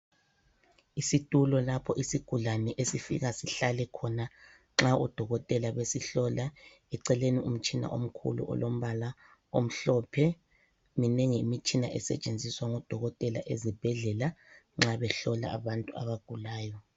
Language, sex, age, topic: North Ndebele, female, 25-35, health